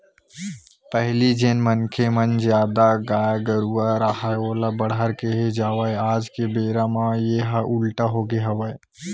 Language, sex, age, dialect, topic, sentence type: Chhattisgarhi, male, 18-24, Western/Budati/Khatahi, agriculture, statement